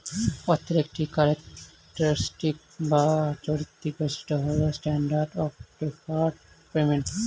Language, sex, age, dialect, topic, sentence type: Bengali, male, 25-30, Standard Colloquial, banking, statement